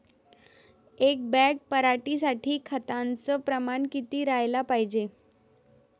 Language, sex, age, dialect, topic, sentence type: Marathi, female, 31-35, Varhadi, agriculture, question